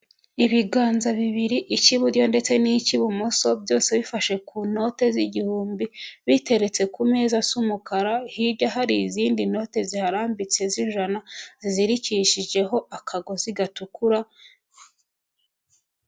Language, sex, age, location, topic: Kinyarwanda, female, 25-35, Huye, finance